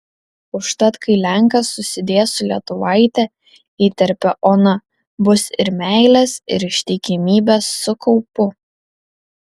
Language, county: Lithuanian, Kaunas